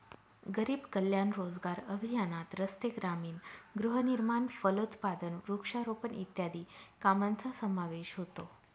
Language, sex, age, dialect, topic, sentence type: Marathi, female, 18-24, Northern Konkan, banking, statement